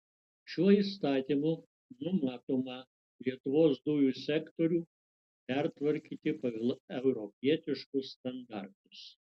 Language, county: Lithuanian, Utena